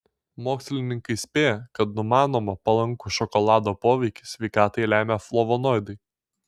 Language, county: Lithuanian, Šiauliai